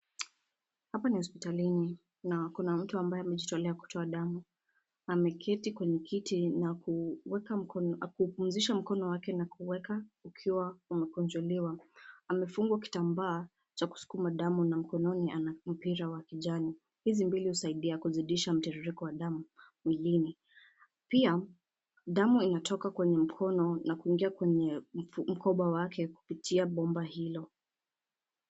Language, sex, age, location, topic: Swahili, female, 18-24, Nairobi, health